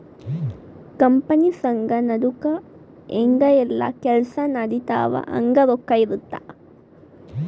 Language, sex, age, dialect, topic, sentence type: Kannada, male, 18-24, Central, banking, statement